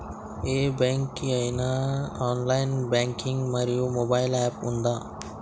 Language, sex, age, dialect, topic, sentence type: Telugu, male, 60-100, Telangana, banking, question